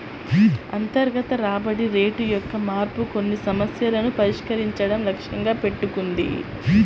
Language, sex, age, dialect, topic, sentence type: Telugu, female, 18-24, Central/Coastal, banking, statement